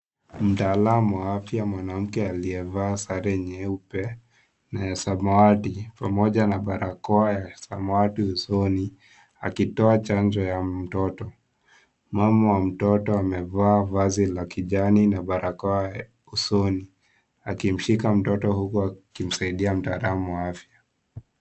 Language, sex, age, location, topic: Swahili, female, 25-35, Kisii, health